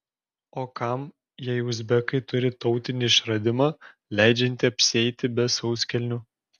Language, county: Lithuanian, Klaipėda